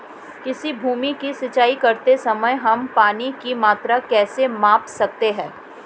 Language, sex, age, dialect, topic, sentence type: Hindi, female, 31-35, Marwari Dhudhari, agriculture, question